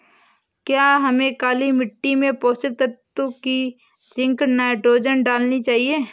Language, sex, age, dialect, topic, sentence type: Hindi, female, 18-24, Awadhi Bundeli, agriculture, question